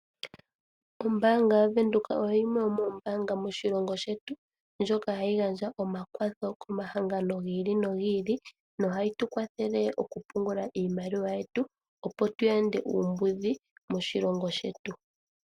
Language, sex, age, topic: Oshiwambo, female, 18-24, finance